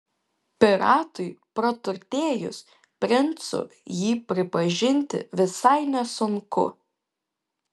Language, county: Lithuanian, Klaipėda